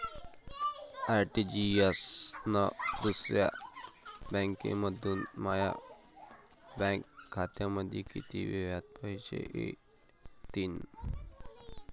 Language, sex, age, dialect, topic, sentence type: Marathi, male, 25-30, Varhadi, banking, question